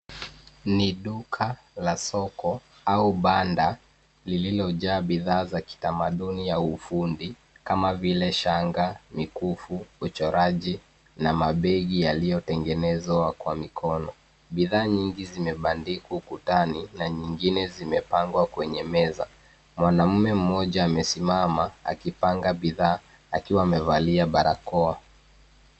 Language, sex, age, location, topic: Swahili, male, 25-35, Nairobi, finance